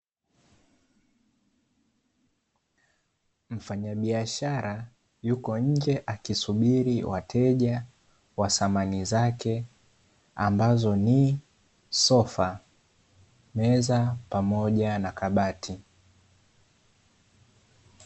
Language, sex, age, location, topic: Swahili, male, 18-24, Dar es Salaam, finance